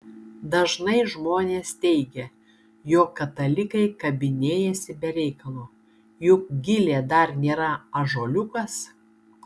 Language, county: Lithuanian, Šiauliai